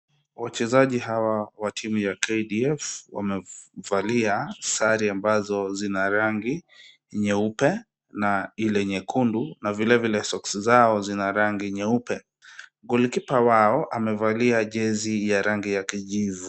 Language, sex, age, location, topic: Swahili, male, 25-35, Kisumu, government